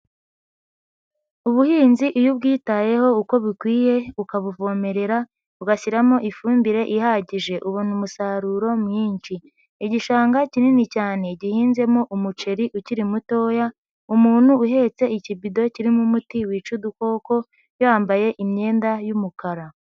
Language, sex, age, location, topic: Kinyarwanda, female, 50+, Nyagatare, agriculture